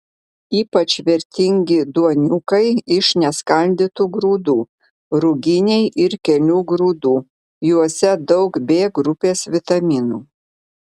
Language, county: Lithuanian, Vilnius